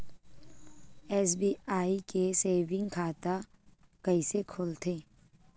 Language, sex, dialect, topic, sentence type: Chhattisgarhi, female, Western/Budati/Khatahi, banking, question